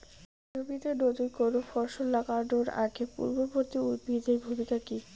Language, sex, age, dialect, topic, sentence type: Bengali, female, 18-24, Rajbangshi, agriculture, question